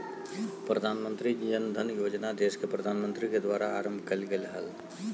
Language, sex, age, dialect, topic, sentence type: Magahi, male, 36-40, Southern, banking, statement